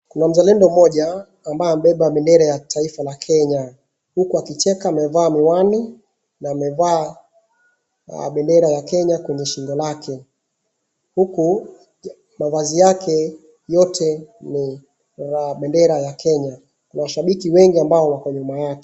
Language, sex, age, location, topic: Swahili, male, 25-35, Wajir, government